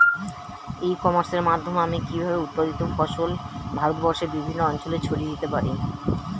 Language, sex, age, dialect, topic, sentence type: Bengali, male, 36-40, Standard Colloquial, agriculture, question